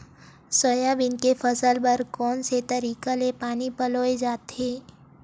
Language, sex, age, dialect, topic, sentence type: Chhattisgarhi, female, 18-24, Western/Budati/Khatahi, agriculture, question